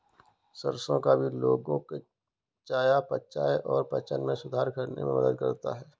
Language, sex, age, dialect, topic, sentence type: Hindi, male, 56-60, Kanauji Braj Bhasha, agriculture, statement